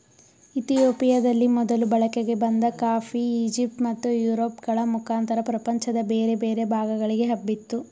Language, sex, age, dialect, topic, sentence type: Kannada, female, 18-24, Mysore Kannada, agriculture, statement